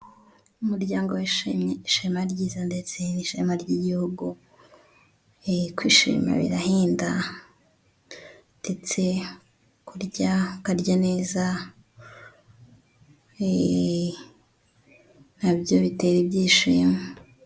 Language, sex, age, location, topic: Kinyarwanda, female, 25-35, Huye, health